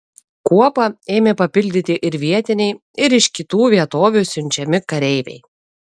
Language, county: Lithuanian, Kaunas